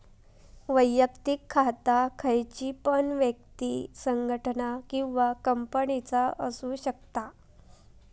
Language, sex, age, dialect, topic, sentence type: Marathi, female, 18-24, Southern Konkan, banking, statement